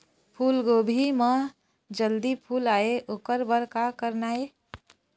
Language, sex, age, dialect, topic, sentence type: Chhattisgarhi, female, 25-30, Eastern, agriculture, question